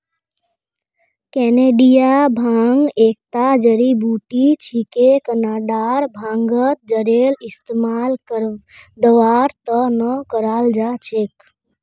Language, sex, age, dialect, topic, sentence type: Magahi, female, 18-24, Northeastern/Surjapuri, agriculture, statement